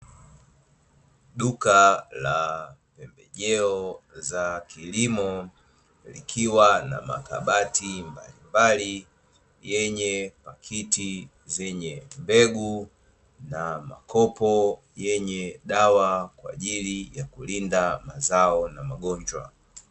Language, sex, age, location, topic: Swahili, male, 25-35, Dar es Salaam, agriculture